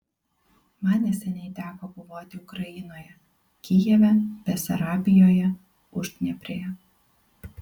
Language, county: Lithuanian, Kaunas